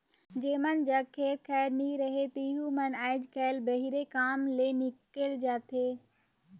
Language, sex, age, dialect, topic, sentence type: Chhattisgarhi, female, 18-24, Northern/Bhandar, agriculture, statement